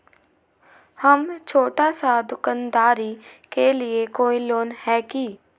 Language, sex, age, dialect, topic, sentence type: Magahi, female, 18-24, Western, banking, question